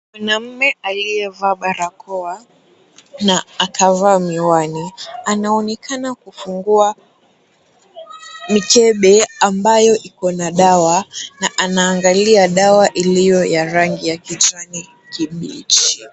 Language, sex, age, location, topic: Swahili, female, 18-24, Kisumu, health